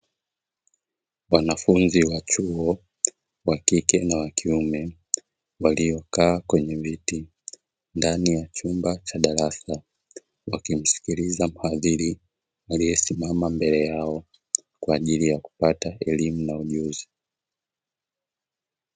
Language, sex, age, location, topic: Swahili, male, 25-35, Dar es Salaam, education